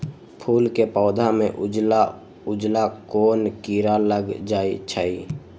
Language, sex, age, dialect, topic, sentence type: Magahi, female, 18-24, Western, agriculture, question